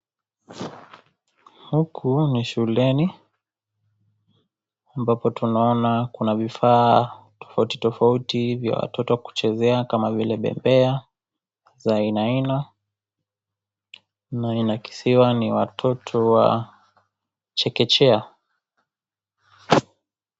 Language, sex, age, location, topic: Swahili, female, 25-35, Kisii, education